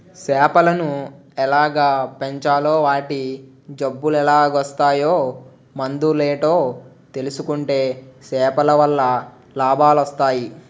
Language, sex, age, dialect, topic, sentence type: Telugu, male, 18-24, Utterandhra, agriculture, statement